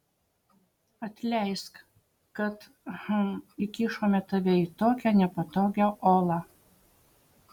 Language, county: Lithuanian, Utena